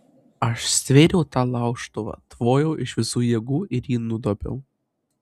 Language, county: Lithuanian, Panevėžys